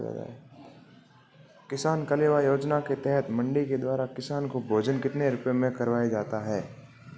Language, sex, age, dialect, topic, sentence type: Hindi, male, 36-40, Marwari Dhudhari, agriculture, question